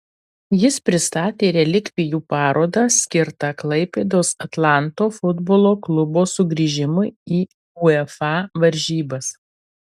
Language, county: Lithuanian, Marijampolė